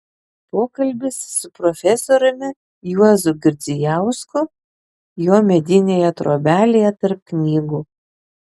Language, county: Lithuanian, Panevėžys